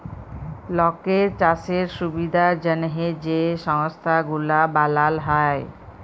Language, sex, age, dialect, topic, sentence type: Bengali, female, 31-35, Jharkhandi, agriculture, statement